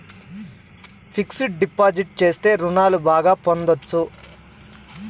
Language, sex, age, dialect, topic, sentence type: Telugu, male, 31-35, Southern, banking, statement